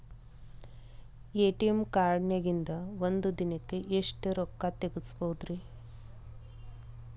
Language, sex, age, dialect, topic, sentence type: Kannada, female, 36-40, Dharwad Kannada, banking, question